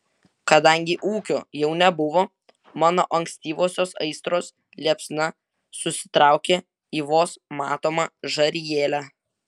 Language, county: Lithuanian, Vilnius